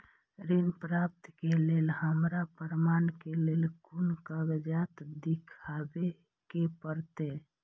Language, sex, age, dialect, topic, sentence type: Maithili, female, 25-30, Eastern / Thethi, banking, statement